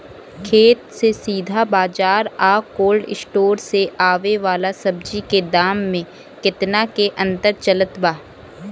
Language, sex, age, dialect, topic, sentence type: Bhojpuri, female, 18-24, Southern / Standard, agriculture, question